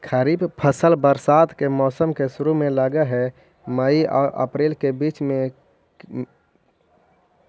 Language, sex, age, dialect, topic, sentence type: Magahi, male, 56-60, Central/Standard, agriculture, statement